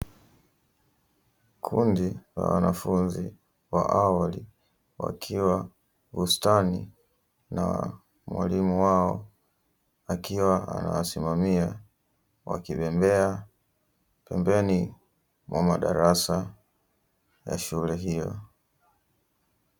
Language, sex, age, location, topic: Swahili, male, 18-24, Dar es Salaam, education